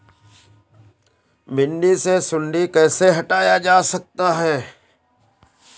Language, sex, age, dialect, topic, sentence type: Hindi, male, 18-24, Awadhi Bundeli, agriculture, question